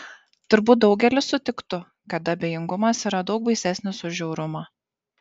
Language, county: Lithuanian, Šiauliai